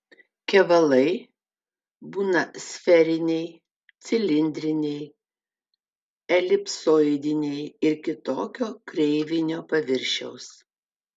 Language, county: Lithuanian, Vilnius